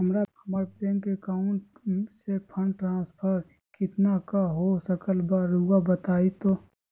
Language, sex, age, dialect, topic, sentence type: Magahi, female, 18-24, Southern, banking, question